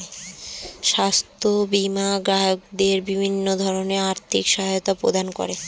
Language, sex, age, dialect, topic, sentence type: Bengali, female, 36-40, Standard Colloquial, banking, statement